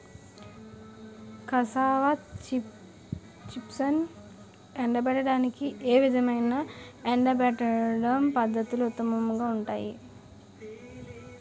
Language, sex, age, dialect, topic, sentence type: Telugu, male, 18-24, Utterandhra, agriculture, question